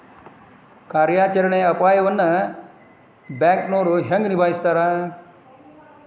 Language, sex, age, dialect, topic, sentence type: Kannada, male, 56-60, Dharwad Kannada, banking, statement